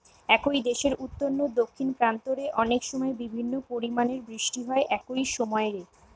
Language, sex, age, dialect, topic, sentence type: Bengali, female, 25-30, Western, agriculture, statement